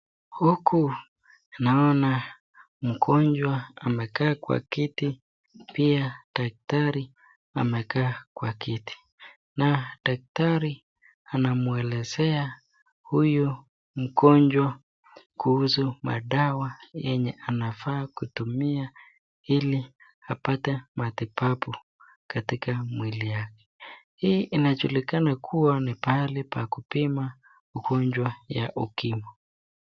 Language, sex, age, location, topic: Swahili, female, 36-49, Nakuru, health